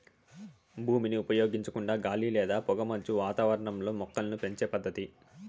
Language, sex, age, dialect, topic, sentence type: Telugu, male, 18-24, Southern, agriculture, statement